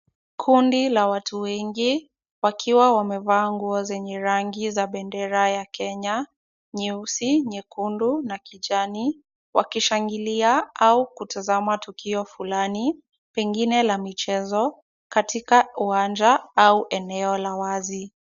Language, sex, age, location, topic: Swahili, female, 36-49, Kisumu, government